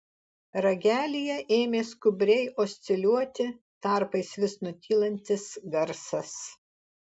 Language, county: Lithuanian, Alytus